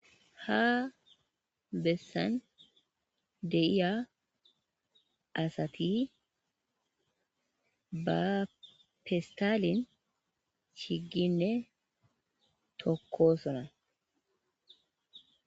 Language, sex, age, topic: Gamo, female, 25-35, agriculture